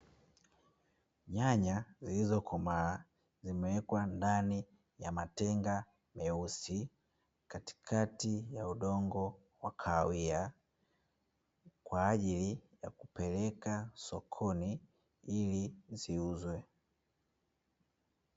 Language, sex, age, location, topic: Swahili, male, 18-24, Dar es Salaam, agriculture